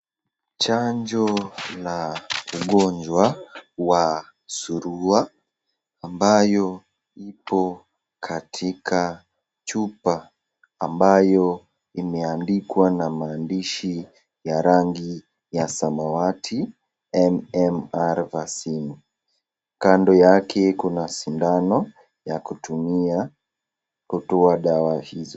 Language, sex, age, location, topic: Swahili, male, 18-24, Nakuru, health